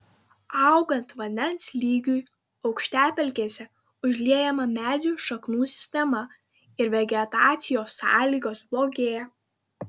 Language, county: Lithuanian, Vilnius